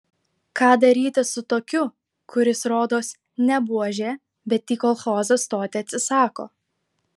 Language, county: Lithuanian, Klaipėda